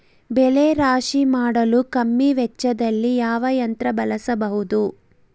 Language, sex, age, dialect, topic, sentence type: Kannada, female, 25-30, Central, agriculture, question